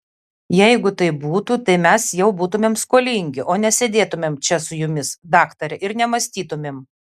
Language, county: Lithuanian, Vilnius